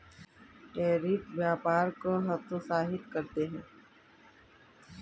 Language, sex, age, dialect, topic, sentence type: Hindi, female, 51-55, Kanauji Braj Bhasha, banking, statement